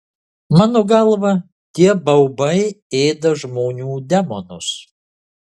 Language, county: Lithuanian, Marijampolė